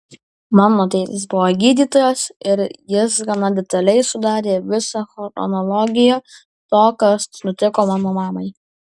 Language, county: Lithuanian, Kaunas